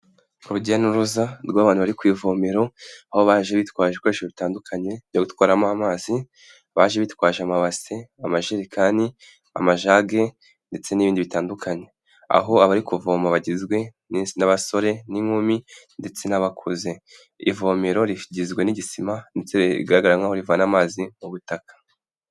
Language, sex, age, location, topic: Kinyarwanda, male, 18-24, Kigali, health